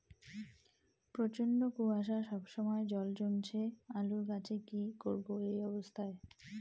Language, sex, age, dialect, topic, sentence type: Bengali, female, 18-24, Rajbangshi, agriculture, question